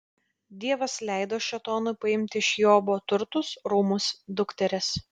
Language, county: Lithuanian, Vilnius